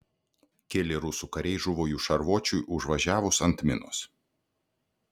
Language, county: Lithuanian, Klaipėda